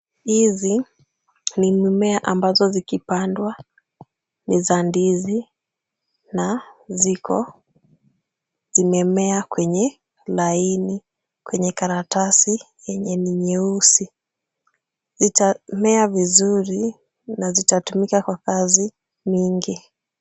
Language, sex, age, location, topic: Swahili, female, 36-49, Kisumu, agriculture